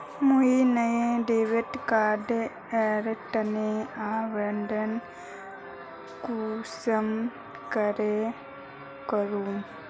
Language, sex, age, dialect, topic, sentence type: Magahi, female, 25-30, Northeastern/Surjapuri, banking, statement